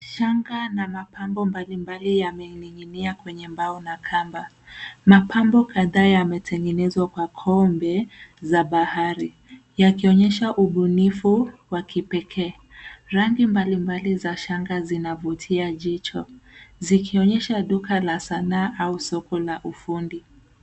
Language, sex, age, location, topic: Swahili, female, 18-24, Nairobi, finance